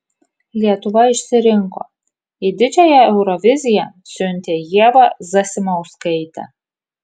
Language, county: Lithuanian, Kaunas